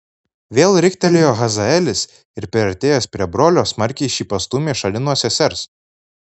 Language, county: Lithuanian, Marijampolė